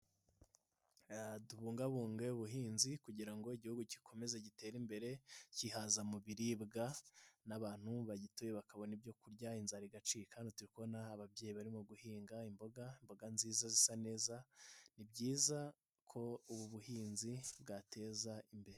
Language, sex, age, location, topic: Kinyarwanda, male, 25-35, Nyagatare, agriculture